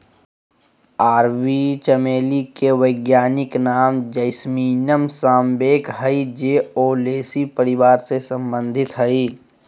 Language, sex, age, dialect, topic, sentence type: Magahi, male, 18-24, Southern, agriculture, statement